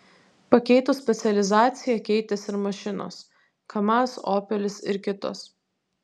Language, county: Lithuanian, Vilnius